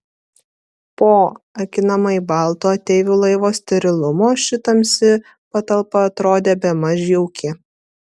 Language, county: Lithuanian, Vilnius